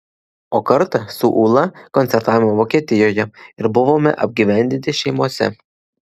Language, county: Lithuanian, Klaipėda